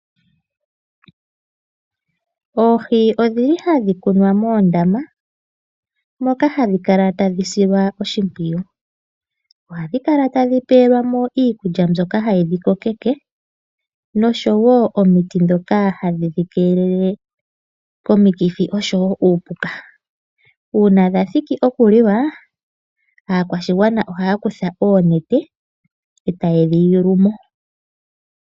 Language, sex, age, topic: Oshiwambo, female, 25-35, agriculture